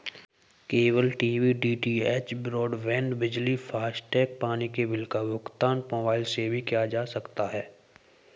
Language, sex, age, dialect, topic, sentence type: Hindi, male, 18-24, Hindustani Malvi Khadi Boli, banking, statement